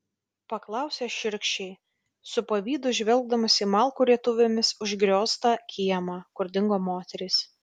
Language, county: Lithuanian, Vilnius